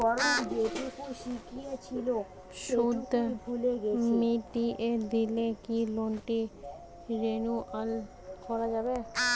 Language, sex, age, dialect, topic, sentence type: Bengali, female, 18-24, Western, banking, question